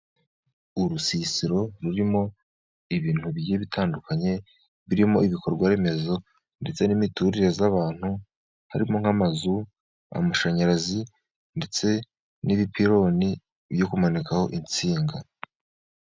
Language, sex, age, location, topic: Kinyarwanda, male, 50+, Musanze, government